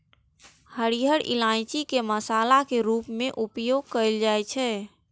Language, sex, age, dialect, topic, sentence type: Maithili, female, 18-24, Eastern / Thethi, agriculture, statement